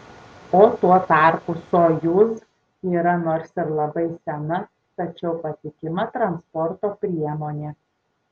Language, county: Lithuanian, Tauragė